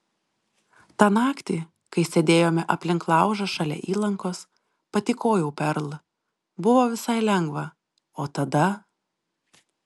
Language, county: Lithuanian, Šiauliai